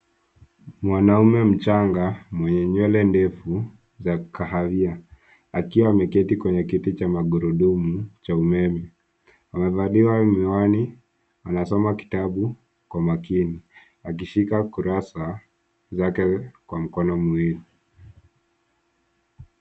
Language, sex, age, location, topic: Swahili, male, 18-24, Nairobi, education